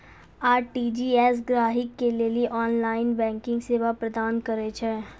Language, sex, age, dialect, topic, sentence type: Maithili, female, 46-50, Angika, banking, statement